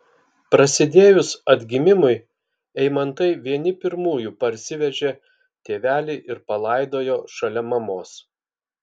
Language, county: Lithuanian, Kaunas